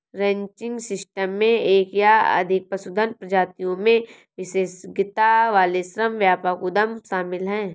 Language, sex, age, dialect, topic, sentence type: Hindi, female, 18-24, Awadhi Bundeli, agriculture, statement